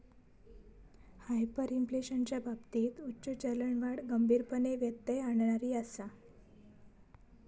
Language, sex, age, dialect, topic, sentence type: Marathi, female, 18-24, Southern Konkan, banking, statement